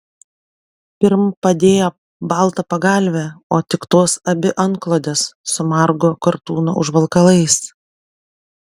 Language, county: Lithuanian, Panevėžys